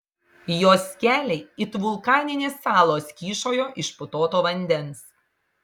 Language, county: Lithuanian, Marijampolė